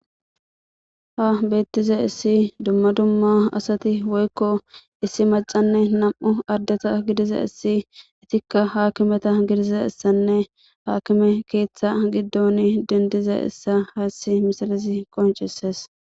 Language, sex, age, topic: Gamo, female, 18-24, government